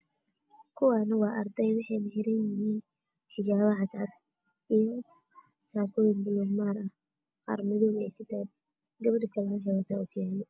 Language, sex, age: Somali, female, 18-24